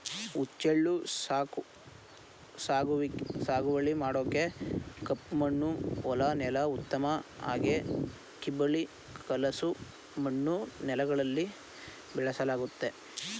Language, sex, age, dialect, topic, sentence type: Kannada, male, 18-24, Mysore Kannada, agriculture, statement